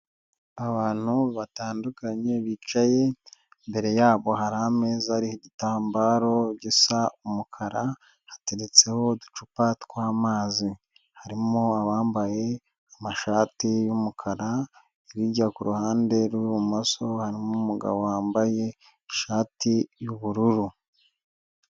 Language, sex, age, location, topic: Kinyarwanda, male, 25-35, Nyagatare, finance